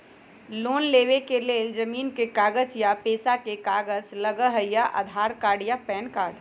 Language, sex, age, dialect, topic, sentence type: Magahi, female, 56-60, Western, banking, question